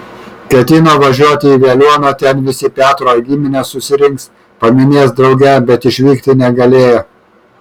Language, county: Lithuanian, Kaunas